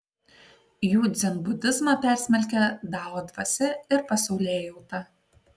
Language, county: Lithuanian, Kaunas